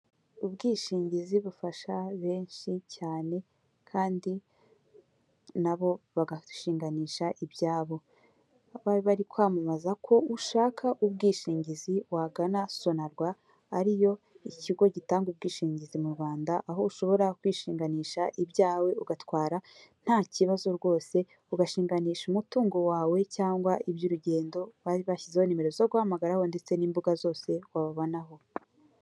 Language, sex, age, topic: Kinyarwanda, female, 18-24, finance